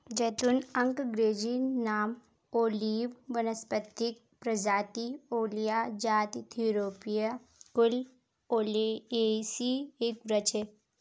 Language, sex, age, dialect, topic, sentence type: Hindi, female, 18-24, Marwari Dhudhari, agriculture, statement